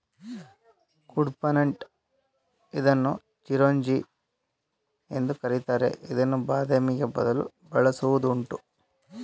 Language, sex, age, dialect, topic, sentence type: Kannada, male, 25-30, Mysore Kannada, agriculture, statement